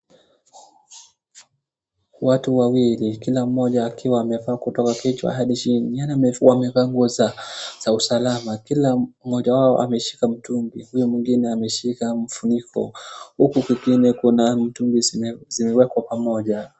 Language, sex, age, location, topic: Swahili, male, 25-35, Wajir, health